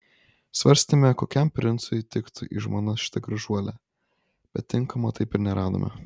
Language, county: Lithuanian, Kaunas